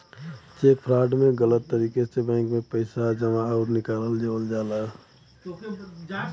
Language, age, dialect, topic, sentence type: Bhojpuri, 25-30, Western, banking, statement